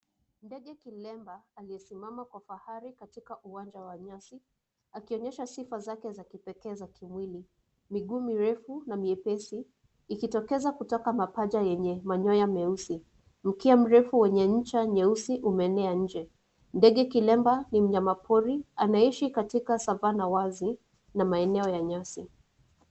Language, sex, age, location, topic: Swahili, female, 25-35, Nairobi, agriculture